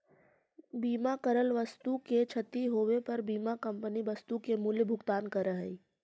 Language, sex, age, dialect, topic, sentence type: Magahi, female, 18-24, Central/Standard, banking, statement